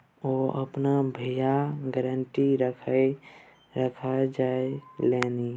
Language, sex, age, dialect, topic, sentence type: Maithili, male, 18-24, Bajjika, banking, statement